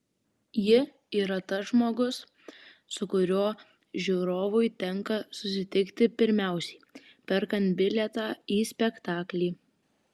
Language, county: Lithuanian, Vilnius